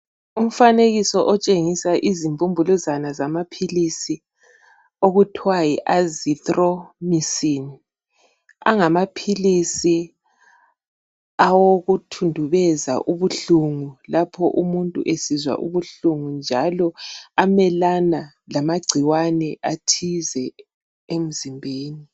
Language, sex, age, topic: North Ndebele, female, 36-49, health